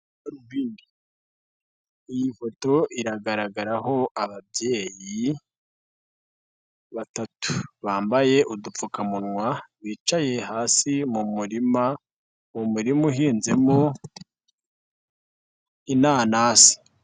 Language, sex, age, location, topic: Kinyarwanda, male, 18-24, Nyagatare, finance